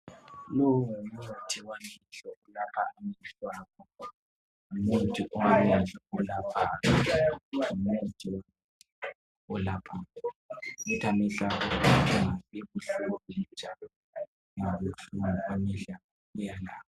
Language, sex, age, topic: North Ndebele, female, 50+, health